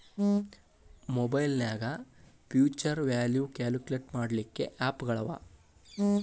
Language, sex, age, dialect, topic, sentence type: Kannada, male, 25-30, Dharwad Kannada, banking, statement